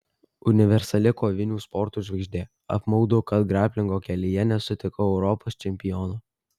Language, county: Lithuanian, Kaunas